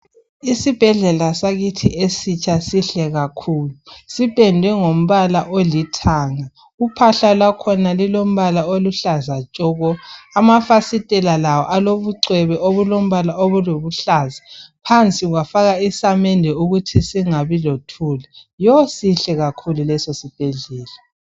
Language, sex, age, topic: North Ndebele, female, 18-24, health